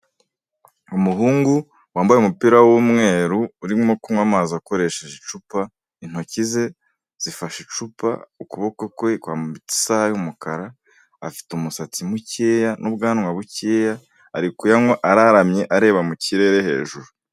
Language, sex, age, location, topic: Kinyarwanda, male, 25-35, Kigali, health